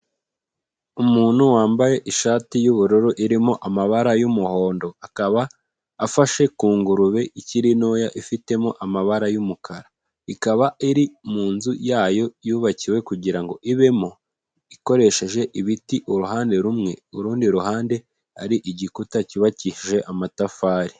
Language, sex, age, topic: Kinyarwanda, male, 25-35, agriculture